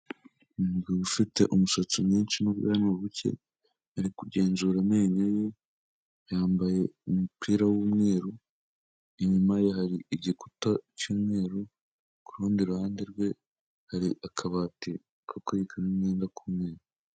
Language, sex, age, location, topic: Kinyarwanda, male, 18-24, Kigali, health